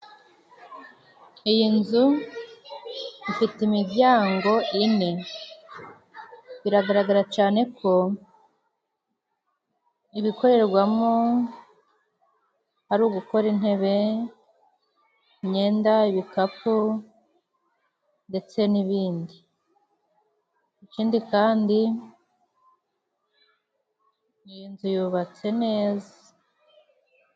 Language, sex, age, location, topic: Kinyarwanda, female, 25-35, Musanze, finance